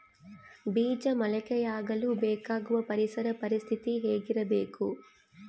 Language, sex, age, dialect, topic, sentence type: Kannada, female, 25-30, Central, agriculture, question